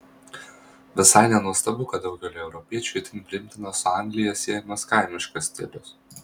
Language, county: Lithuanian, Marijampolė